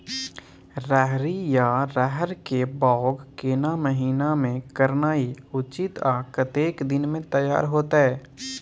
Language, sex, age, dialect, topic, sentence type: Maithili, male, 18-24, Bajjika, agriculture, question